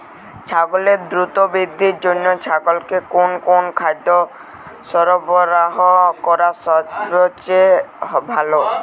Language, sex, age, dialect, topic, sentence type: Bengali, male, 18-24, Jharkhandi, agriculture, question